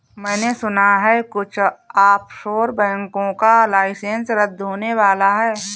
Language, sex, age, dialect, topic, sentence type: Hindi, female, 31-35, Marwari Dhudhari, banking, statement